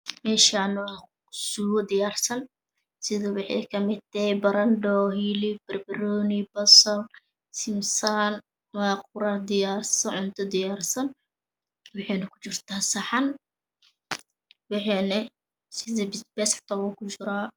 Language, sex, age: Somali, female, 18-24